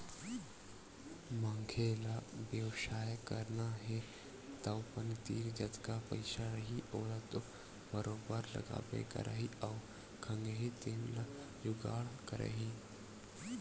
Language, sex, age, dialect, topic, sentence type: Chhattisgarhi, male, 18-24, Western/Budati/Khatahi, banking, statement